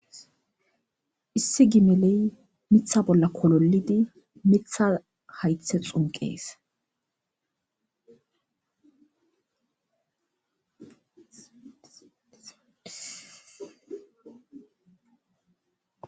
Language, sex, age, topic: Gamo, female, 25-35, agriculture